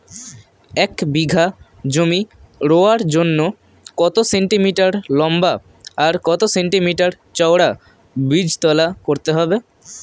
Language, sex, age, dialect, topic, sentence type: Bengali, male, <18, Standard Colloquial, agriculture, question